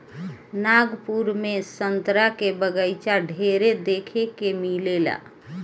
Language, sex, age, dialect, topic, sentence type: Bhojpuri, female, 18-24, Southern / Standard, agriculture, statement